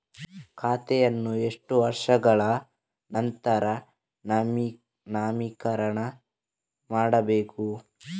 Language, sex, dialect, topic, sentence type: Kannada, male, Coastal/Dakshin, banking, question